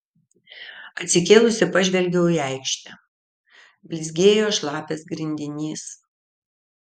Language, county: Lithuanian, Vilnius